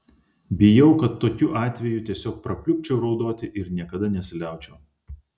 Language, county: Lithuanian, Vilnius